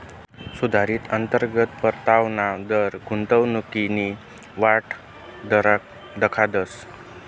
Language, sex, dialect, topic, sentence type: Marathi, male, Northern Konkan, banking, statement